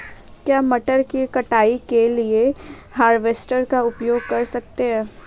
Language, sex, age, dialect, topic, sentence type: Hindi, female, 18-24, Awadhi Bundeli, agriculture, question